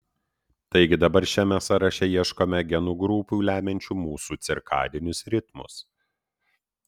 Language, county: Lithuanian, Utena